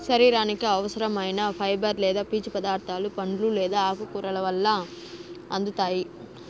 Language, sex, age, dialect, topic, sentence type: Telugu, female, 18-24, Southern, agriculture, statement